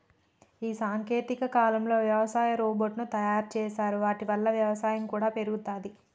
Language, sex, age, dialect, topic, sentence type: Telugu, female, 25-30, Telangana, agriculture, statement